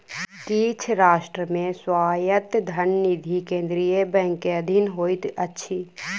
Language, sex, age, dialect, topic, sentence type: Maithili, female, 18-24, Southern/Standard, banking, statement